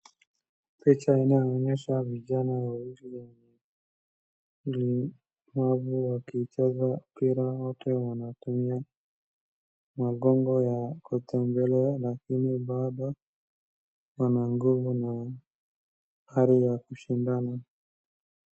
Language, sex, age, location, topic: Swahili, male, 18-24, Wajir, education